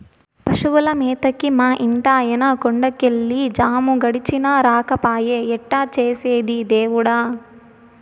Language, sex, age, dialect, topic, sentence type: Telugu, female, 18-24, Southern, agriculture, statement